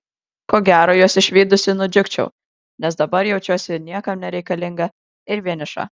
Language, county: Lithuanian, Kaunas